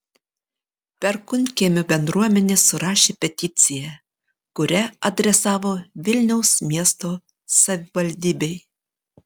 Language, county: Lithuanian, Panevėžys